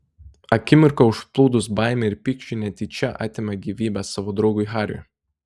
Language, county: Lithuanian, Telšiai